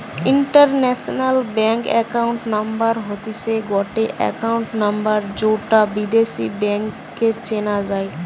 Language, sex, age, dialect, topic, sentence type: Bengali, female, 18-24, Western, banking, statement